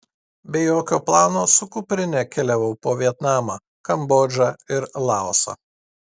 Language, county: Lithuanian, Klaipėda